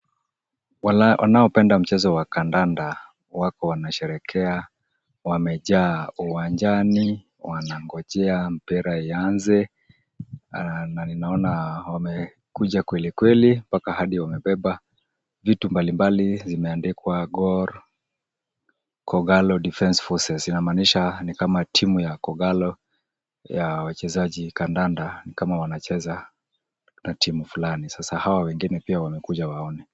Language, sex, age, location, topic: Swahili, male, 36-49, Kisumu, government